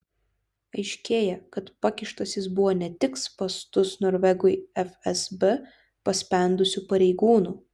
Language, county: Lithuanian, Telšiai